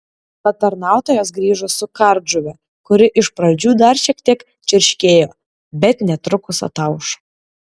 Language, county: Lithuanian, Kaunas